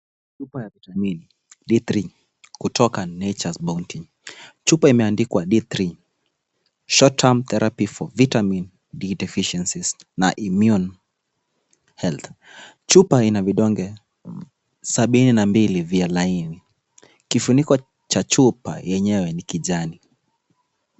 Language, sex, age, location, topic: Swahili, male, 18-24, Kisumu, health